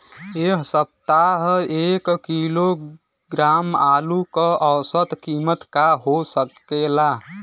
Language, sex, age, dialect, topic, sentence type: Bhojpuri, male, 18-24, Western, agriculture, question